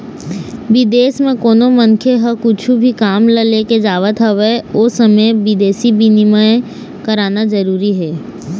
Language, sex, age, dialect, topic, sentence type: Chhattisgarhi, female, 18-24, Eastern, banking, statement